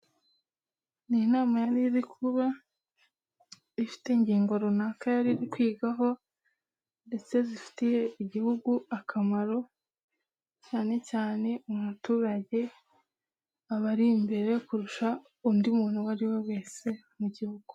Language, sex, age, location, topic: Kinyarwanda, female, 25-35, Huye, government